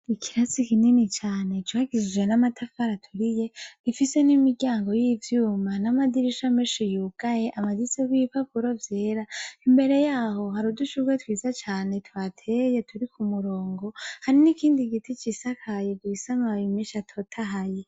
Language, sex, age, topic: Rundi, female, 18-24, education